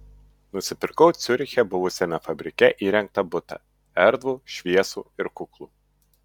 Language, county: Lithuanian, Utena